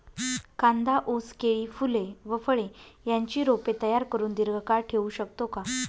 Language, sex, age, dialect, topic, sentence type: Marathi, female, 41-45, Northern Konkan, agriculture, question